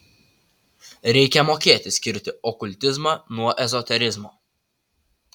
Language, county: Lithuanian, Utena